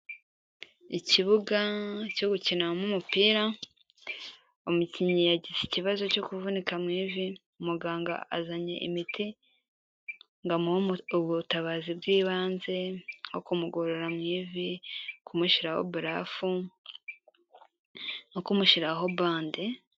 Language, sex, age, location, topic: Kinyarwanda, female, 18-24, Kigali, health